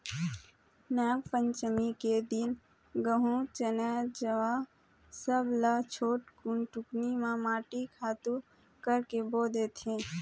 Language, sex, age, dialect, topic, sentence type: Chhattisgarhi, female, 18-24, Eastern, agriculture, statement